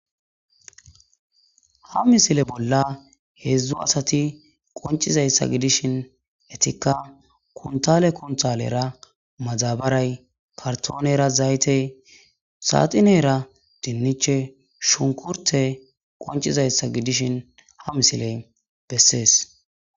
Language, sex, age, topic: Gamo, male, 18-24, agriculture